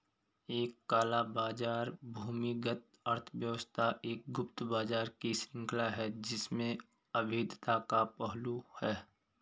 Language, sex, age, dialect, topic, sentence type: Hindi, male, 25-30, Garhwali, banking, statement